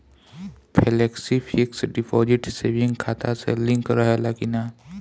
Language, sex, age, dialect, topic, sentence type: Bhojpuri, male, 25-30, Northern, banking, question